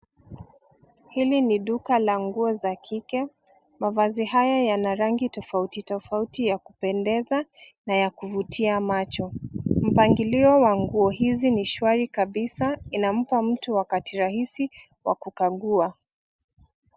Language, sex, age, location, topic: Swahili, female, 36-49, Nairobi, finance